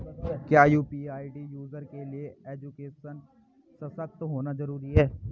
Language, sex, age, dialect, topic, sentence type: Hindi, male, 18-24, Garhwali, banking, question